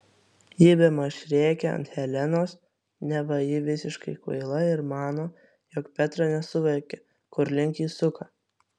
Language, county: Lithuanian, Vilnius